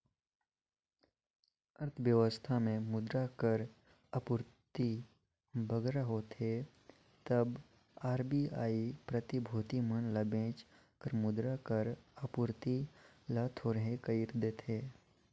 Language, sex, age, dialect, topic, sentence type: Chhattisgarhi, male, 56-60, Northern/Bhandar, banking, statement